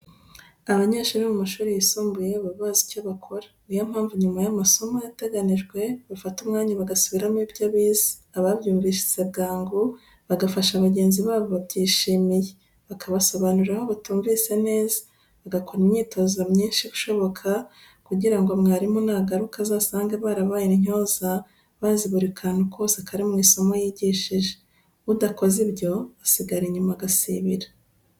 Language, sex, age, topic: Kinyarwanda, female, 36-49, education